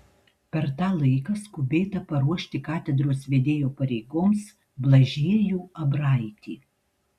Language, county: Lithuanian, Tauragė